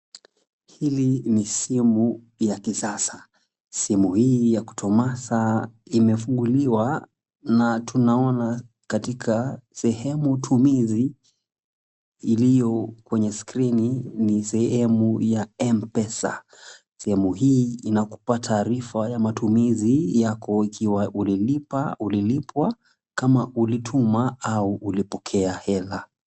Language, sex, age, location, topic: Swahili, male, 25-35, Kisumu, finance